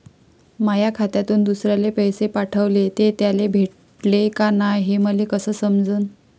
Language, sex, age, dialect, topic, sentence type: Marathi, female, 51-55, Varhadi, banking, question